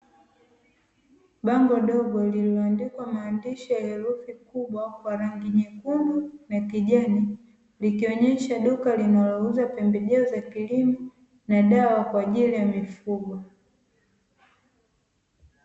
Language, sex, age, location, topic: Swahili, female, 18-24, Dar es Salaam, agriculture